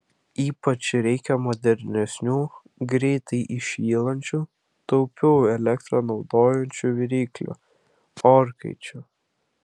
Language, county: Lithuanian, Klaipėda